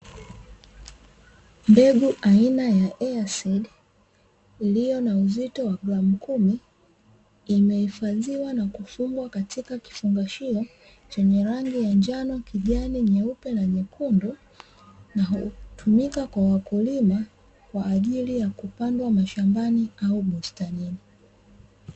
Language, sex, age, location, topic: Swahili, female, 25-35, Dar es Salaam, agriculture